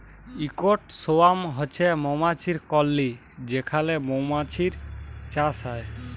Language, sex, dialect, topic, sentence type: Bengali, male, Jharkhandi, agriculture, statement